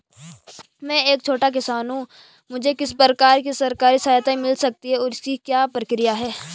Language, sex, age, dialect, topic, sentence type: Hindi, female, 25-30, Garhwali, agriculture, question